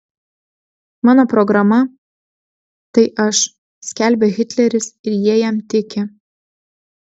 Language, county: Lithuanian, Vilnius